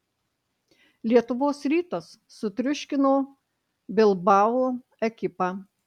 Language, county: Lithuanian, Marijampolė